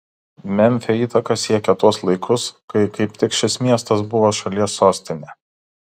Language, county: Lithuanian, Šiauliai